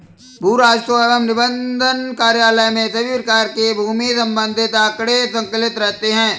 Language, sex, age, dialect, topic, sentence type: Hindi, male, 25-30, Awadhi Bundeli, agriculture, statement